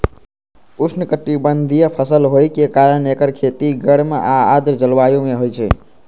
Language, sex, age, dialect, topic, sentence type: Maithili, male, 18-24, Eastern / Thethi, agriculture, statement